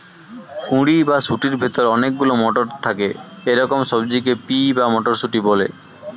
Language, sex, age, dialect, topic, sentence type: Bengali, male, 18-24, Standard Colloquial, agriculture, statement